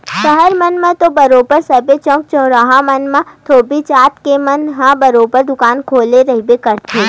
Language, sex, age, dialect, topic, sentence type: Chhattisgarhi, female, 25-30, Western/Budati/Khatahi, banking, statement